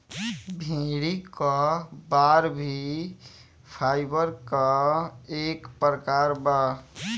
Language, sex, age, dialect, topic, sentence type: Bhojpuri, male, 18-24, Northern, agriculture, statement